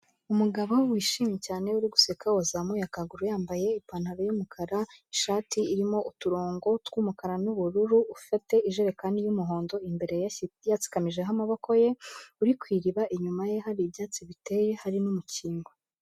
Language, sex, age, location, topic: Kinyarwanda, female, 25-35, Kigali, health